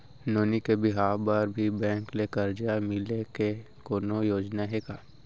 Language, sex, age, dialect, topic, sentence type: Chhattisgarhi, male, 18-24, Central, banking, question